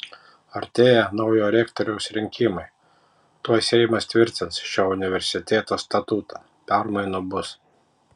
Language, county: Lithuanian, Panevėžys